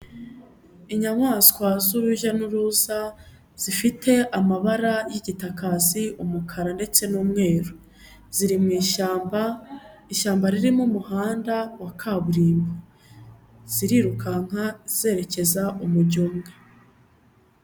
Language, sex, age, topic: Kinyarwanda, female, 25-35, agriculture